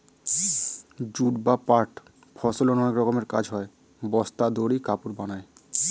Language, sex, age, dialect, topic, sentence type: Bengali, male, 25-30, Standard Colloquial, agriculture, statement